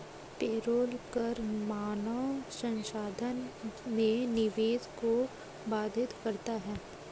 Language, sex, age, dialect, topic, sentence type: Hindi, female, 36-40, Kanauji Braj Bhasha, banking, statement